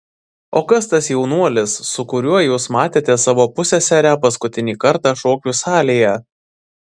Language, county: Lithuanian, Vilnius